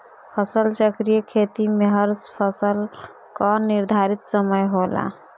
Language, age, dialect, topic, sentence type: Bhojpuri, 25-30, Northern, agriculture, statement